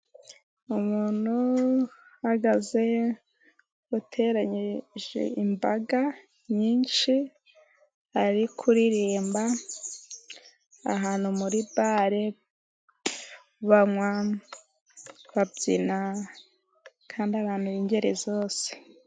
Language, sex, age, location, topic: Kinyarwanda, female, 18-24, Musanze, finance